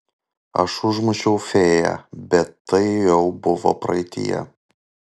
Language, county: Lithuanian, Panevėžys